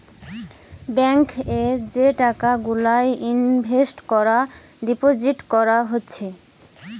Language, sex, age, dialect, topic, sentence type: Bengali, female, 25-30, Western, banking, statement